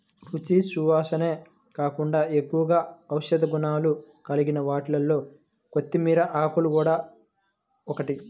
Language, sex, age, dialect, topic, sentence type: Telugu, male, 25-30, Central/Coastal, agriculture, statement